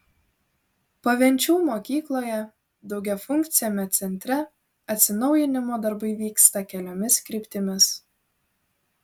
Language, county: Lithuanian, Vilnius